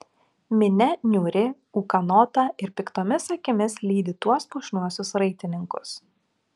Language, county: Lithuanian, Klaipėda